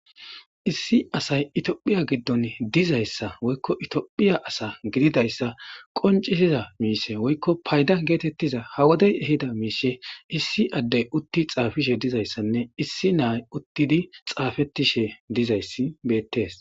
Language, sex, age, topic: Gamo, male, 25-35, government